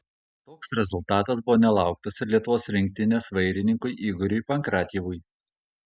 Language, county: Lithuanian, Kaunas